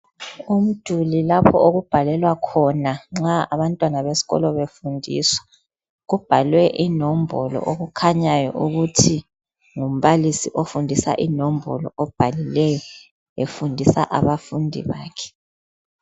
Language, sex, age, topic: North Ndebele, female, 50+, education